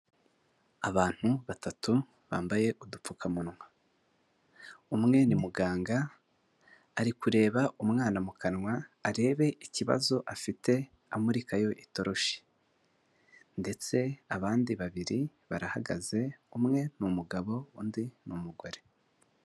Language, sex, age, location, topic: Kinyarwanda, male, 18-24, Huye, health